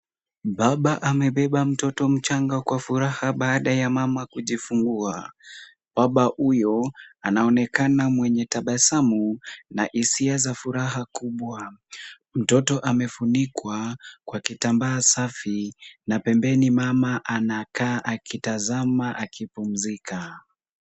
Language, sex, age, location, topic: Swahili, male, 18-24, Kisumu, health